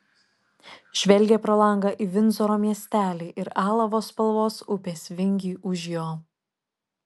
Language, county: Lithuanian, Šiauliai